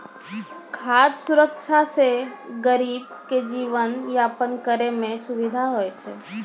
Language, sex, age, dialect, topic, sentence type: Maithili, female, 25-30, Angika, agriculture, statement